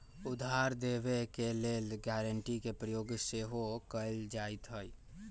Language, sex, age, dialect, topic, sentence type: Magahi, male, 41-45, Western, banking, statement